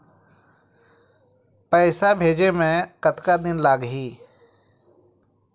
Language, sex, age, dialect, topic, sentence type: Chhattisgarhi, female, 46-50, Eastern, banking, question